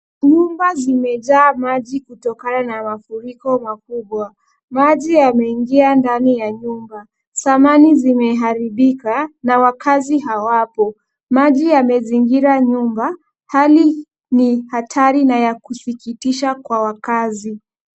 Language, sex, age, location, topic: Swahili, female, 25-35, Kisumu, health